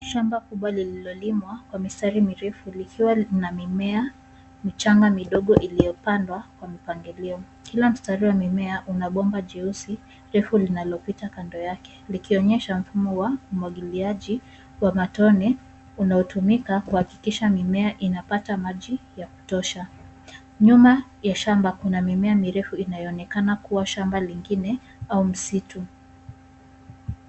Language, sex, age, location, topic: Swahili, female, 36-49, Nairobi, agriculture